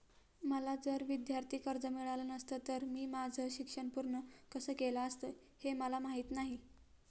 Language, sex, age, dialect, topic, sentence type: Marathi, female, 60-100, Standard Marathi, banking, statement